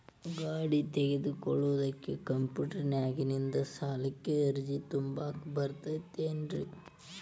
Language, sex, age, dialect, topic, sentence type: Kannada, male, 18-24, Dharwad Kannada, banking, question